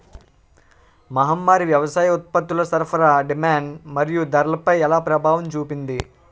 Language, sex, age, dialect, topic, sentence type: Telugu, male, 18-24, Utterandhra, agriculture, question